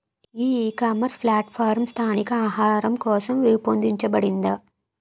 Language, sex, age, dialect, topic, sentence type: Telugu, female, 18-24, Utterandhra, agriculture, question